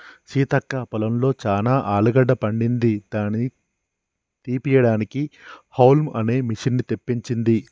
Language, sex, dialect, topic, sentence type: Telugu, male, Telangana, agriculture, statement